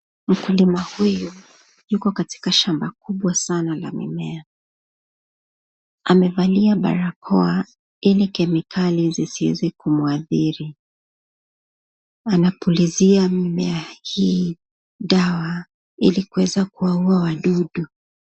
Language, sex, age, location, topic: Swahili, female, 25-35, Nakuru, health